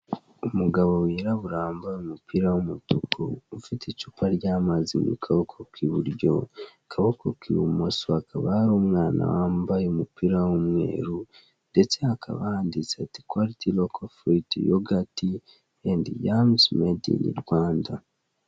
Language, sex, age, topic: Kinyarwanda, male, 18-24, finance